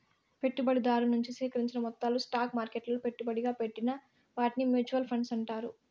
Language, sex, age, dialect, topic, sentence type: Telugu, female, 56-60, Southern, banking, statement